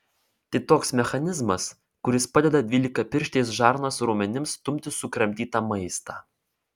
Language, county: Lithuanian, Vilnius